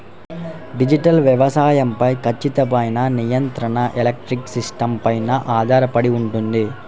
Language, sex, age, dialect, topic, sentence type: Telugu, male, 51-55, Central/Coastal, agriculture, statement